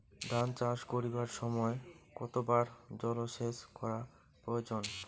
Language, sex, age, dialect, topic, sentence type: Bengali, male, 25-30, Rajbangshi, agriculture, question